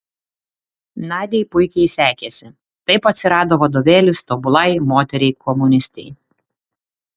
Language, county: Lithuanian, Klaipėda